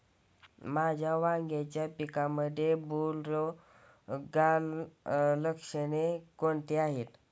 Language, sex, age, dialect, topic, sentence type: Marathi, male, <18, Standard Marathi, agriculture, question